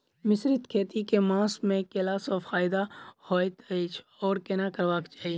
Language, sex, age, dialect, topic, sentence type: Maithili, male, 18-24, Southern/Standard, agriculture, question